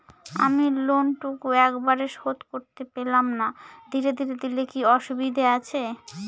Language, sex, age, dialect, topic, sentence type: Bengali, female, 18-24, Northern/Varendri, banking, question